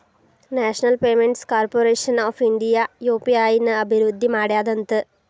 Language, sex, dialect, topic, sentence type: Kannada, female, Dharwad Kannada, banking, statement